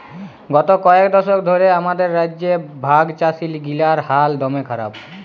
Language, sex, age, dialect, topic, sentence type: Bengali, male, 18-24, Jharkhandi, agriculture, statement